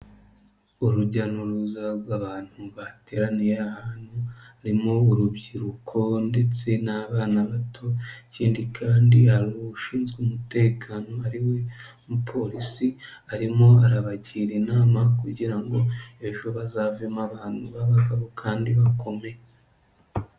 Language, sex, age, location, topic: Kinyarwanda, female, 25-35, Nyagatare, agriculture